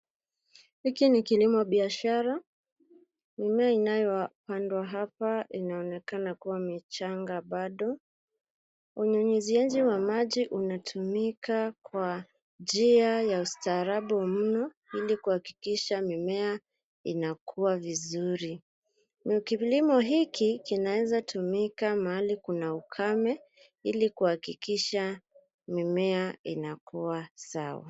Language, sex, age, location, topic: Swahili, female, 25-35, Nairobi, agriculture